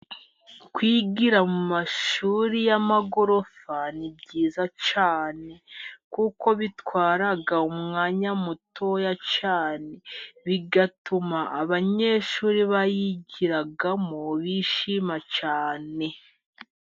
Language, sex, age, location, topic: Kinyarwanda, female, 18-24, Musanze, government